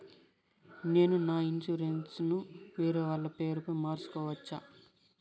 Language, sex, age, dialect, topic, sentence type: Telugu, male, 41-45, Southern, banking, question